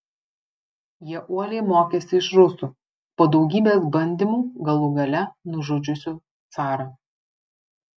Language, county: Lithuanian, Vilnius